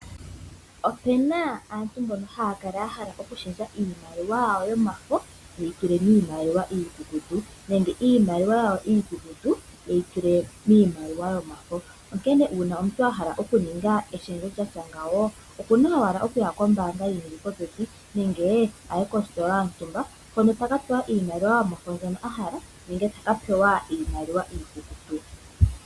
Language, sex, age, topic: Oshiwambo, female, 18-24, finance